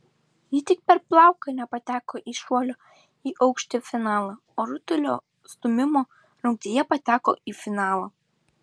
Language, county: Lithuanian, Šiauliai